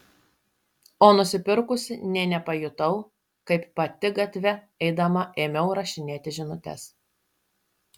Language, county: Lithuanian, Šiauliai